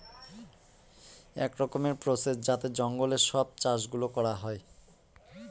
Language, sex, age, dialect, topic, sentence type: Bengali, male, 25-30, Northern/Varendri, agriculture, statement